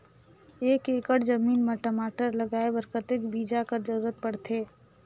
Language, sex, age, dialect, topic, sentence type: Chhattisgarhi, female, 18-24, Northern/Bhandar, agriculture, question